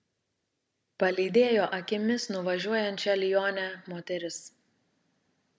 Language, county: Lithuanian, Šiauliai